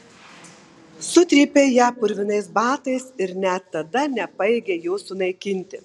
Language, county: Lithuanian, Marijampolė